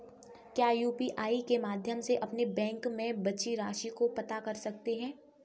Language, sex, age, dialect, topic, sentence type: Hindi, female, 18-24, Kanauji Braj Bhasha, banking, question